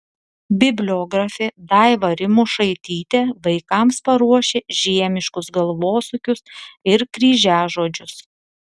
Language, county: Lithuanian, Telšiai